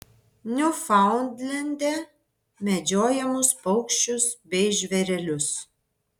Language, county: Lithuanian, Vilnius